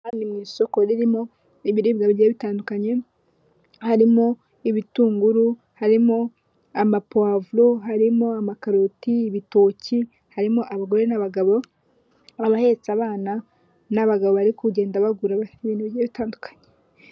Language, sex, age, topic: Kinyarwanda, female, 18-24, finance